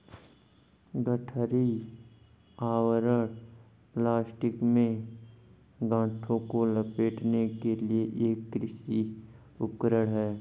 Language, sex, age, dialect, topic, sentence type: Hindi, male, 25-30, Hindustani Malvi Khadi Boli, agriculture, statement